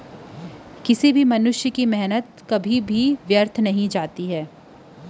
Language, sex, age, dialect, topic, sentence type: Chhattisgarhi, female, 25-30, Western/Budati/Khatahi, agriculture, statement